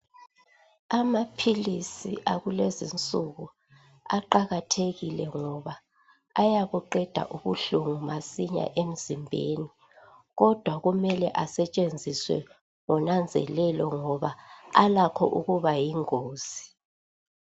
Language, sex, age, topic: North Ndebele, female, 36-49, health